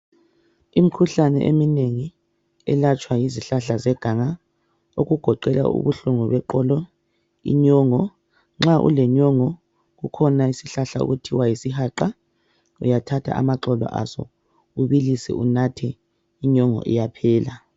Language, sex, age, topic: North Ndebele, male, 36-49, health